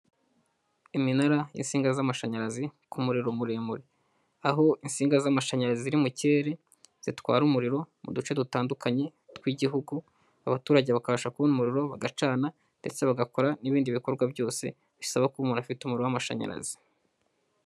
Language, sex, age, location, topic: Kinyarwanda, male, 18-24, Huye, government